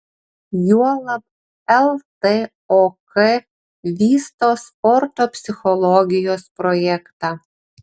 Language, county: Lithuanian, Panevėžys